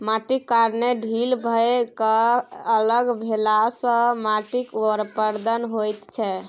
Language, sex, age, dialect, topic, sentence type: Maithili, female, 18-24, Bajjika, agriculture, statement